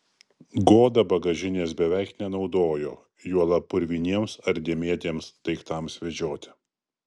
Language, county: Lithuanian, Kaunas